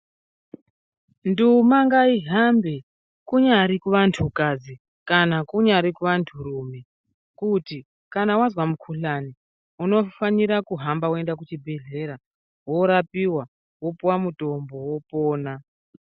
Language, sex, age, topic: Ndau, male, 36-49, health